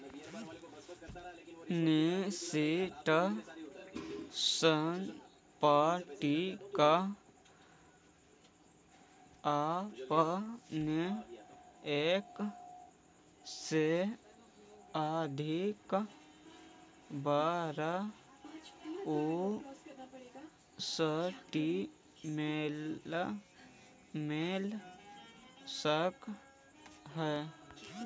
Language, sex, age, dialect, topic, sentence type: Magahi, male, 31-35, Central/Standard, agriculture, statement